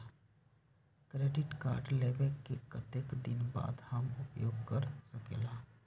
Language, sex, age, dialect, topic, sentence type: Magahi, male, 56-60, Western, banking, question